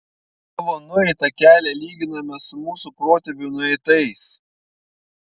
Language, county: Lithuanian, Panevėžys